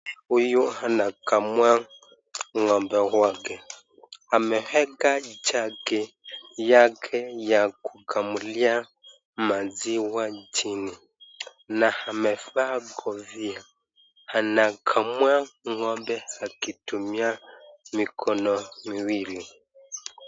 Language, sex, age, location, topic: Swahili, male, 25-35, Nakuru, agriculture